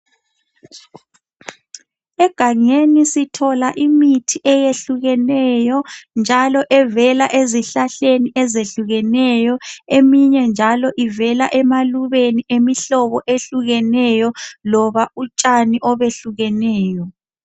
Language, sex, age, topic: North Ndebele, male, 25-35, health